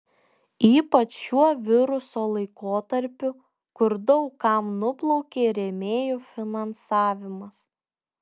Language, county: Lithuanian, Šiauliai